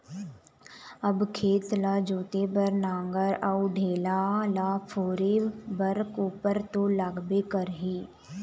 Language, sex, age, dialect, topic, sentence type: Chhattisgarhi, female, 18-24, Eastern, agriculture, statement